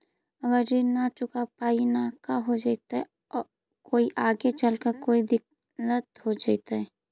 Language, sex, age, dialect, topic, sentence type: Magahi, female, 25-30, Central/Standard, banking, question